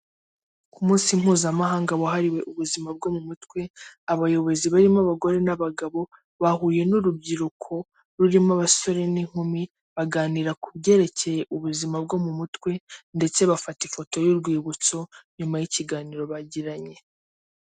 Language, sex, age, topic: Kinyarwanda, female, 18-24, government